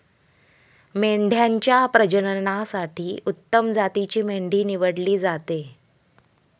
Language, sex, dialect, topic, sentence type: Marathi, female, Standard Marathi, agriculture, statement